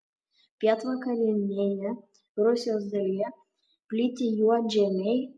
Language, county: Lithuanian, Panevėžys